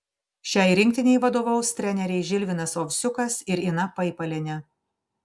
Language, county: Lithuanian, Panevėžys